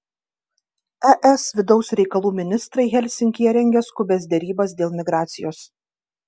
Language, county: Lithuanian, Kaunas